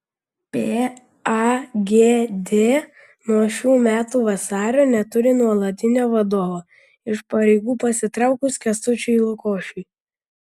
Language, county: Lithuanian, Vilnius